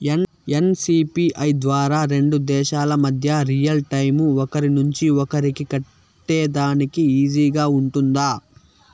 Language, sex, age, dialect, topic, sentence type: Telugu, male, 18-24, Southern, banking, question